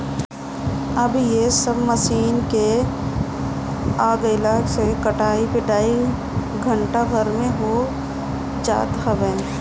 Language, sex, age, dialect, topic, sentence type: Bhojpuri, female, 60-100, Northern, agriculture, statement